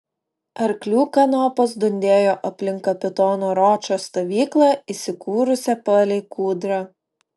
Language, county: Lithuanian, Utena